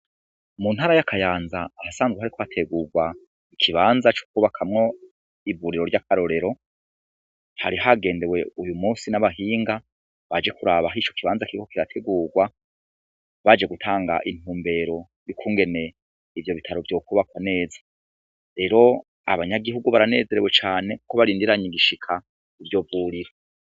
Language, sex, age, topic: Rundi, male, 36-49, education